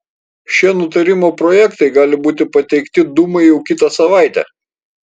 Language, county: Lithuanian, Vilnius